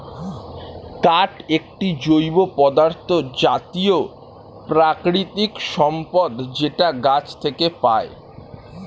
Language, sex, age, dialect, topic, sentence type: Bengali, male, <18, Standard Colloquial, agriculture, statement